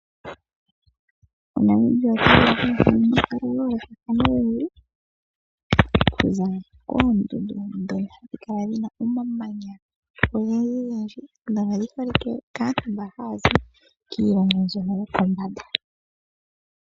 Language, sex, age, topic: Oshiwambo, female, 18-24, agriculture